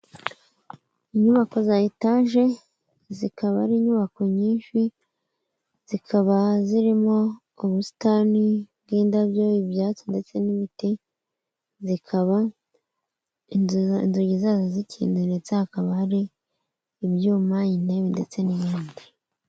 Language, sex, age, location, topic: Kinyarwanda, male, 36-49, Kigali, government